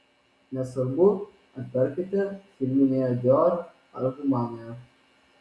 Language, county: Lithuanian, Vilnius